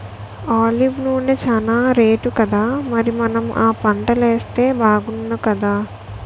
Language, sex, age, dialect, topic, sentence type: Telugu, female, 18-24, Utterandhra, agriculture, statement